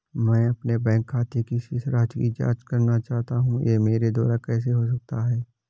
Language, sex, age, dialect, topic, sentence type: Hindi, male, 25-30, Awadhi Bundeli, banking, question